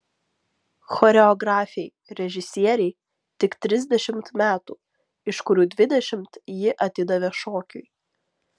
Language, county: Lithuanian, Vilnius